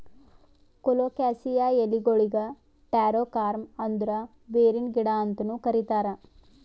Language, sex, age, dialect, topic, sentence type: Kannada, female, 18-24, Northeastern, agriculture, statement